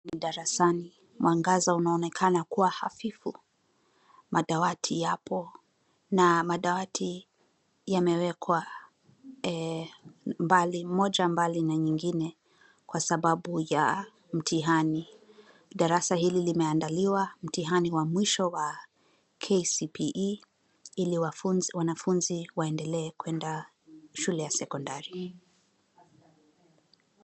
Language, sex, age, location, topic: Swahili, female, 25-35, Nairobi, education